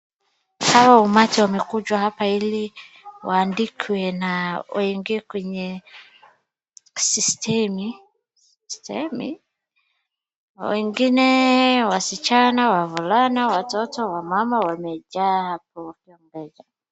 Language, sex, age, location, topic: Swahili, female, 25-35, Wajir, government